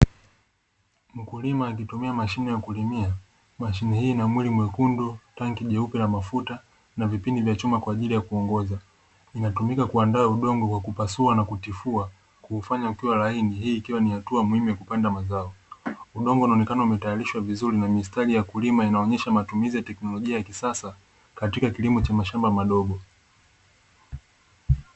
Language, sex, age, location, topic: Swahili, male, 25-35, Dar es Salaam, agriculture